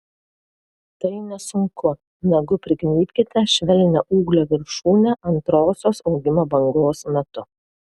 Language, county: Lithuanian, Vilnius